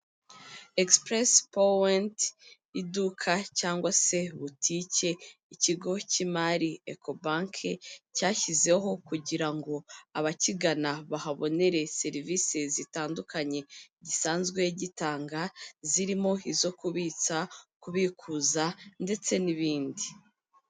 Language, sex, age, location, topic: Kinyarwanda, female, 25-35, Kigali, government